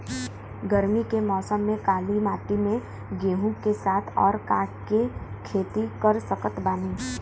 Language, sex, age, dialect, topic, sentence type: Bhojpuri, female, 18-24, Western, agriculture, question